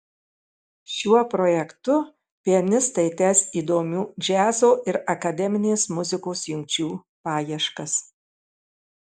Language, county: Lithuanian, Marijampolė